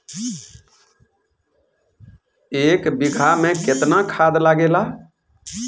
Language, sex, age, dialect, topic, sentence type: Bhojpuri, male, 41-45, Northern, agriculture, question